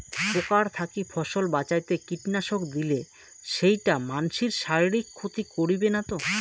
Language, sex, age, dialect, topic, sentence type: Bengali, male, 25-30, Rajbangshi, agriculture, question